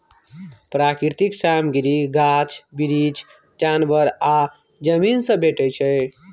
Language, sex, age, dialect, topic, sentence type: Maithili, male, 25-30, Bajjika, agriculture, statement